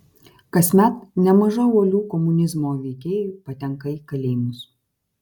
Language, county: Lithuanian, Kaunas